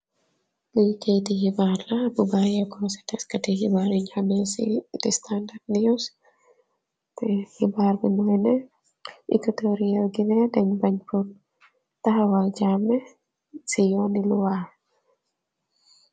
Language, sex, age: Wolof, female, 25-35